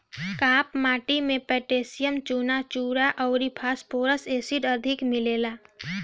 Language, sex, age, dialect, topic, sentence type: Bhojpuri, female, 25-30, Northern, agriculture, statement